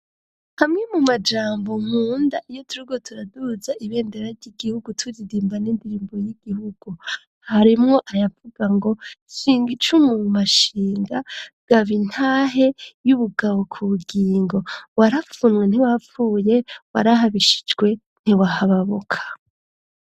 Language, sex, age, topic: Rundi, female, 25-35, education